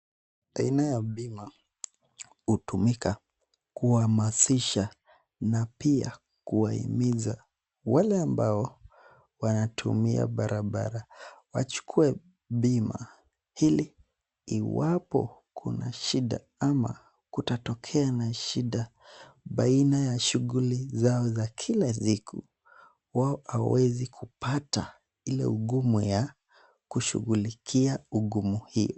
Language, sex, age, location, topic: Swahili, male, 25-35, Nakuru, finance